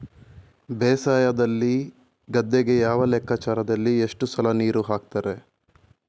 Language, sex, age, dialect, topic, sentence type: Kannada, male, 25-30, Coastal/Dakshin, agriculture, question